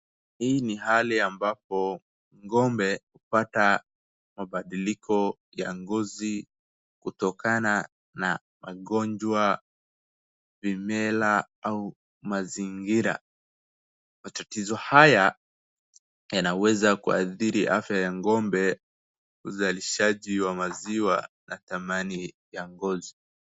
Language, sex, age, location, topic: Swahili, male, 18-24, Wajir, agriculture